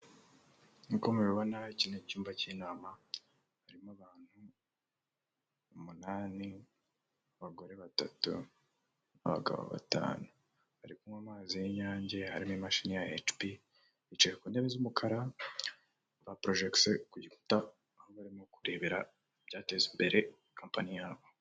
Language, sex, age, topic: Kinyarwanda, male, 18-24, government